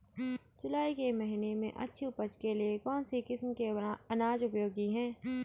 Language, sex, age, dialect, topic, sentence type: Hindi, male, 31-35, Garhwali, agriculture, question